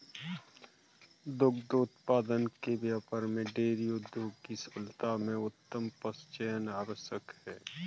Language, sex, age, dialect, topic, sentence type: Hindi, male, 41-45, Kanauji Braj Bhasha, agriculture, statement